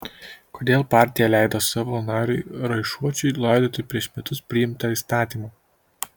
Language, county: Lithuanian, Kaunas